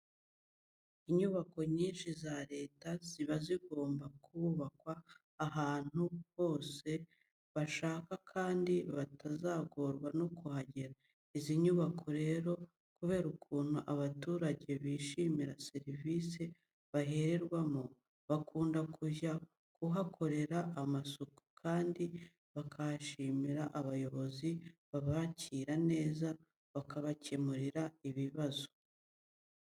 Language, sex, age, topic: Kinyarwanda, female, 25-35, education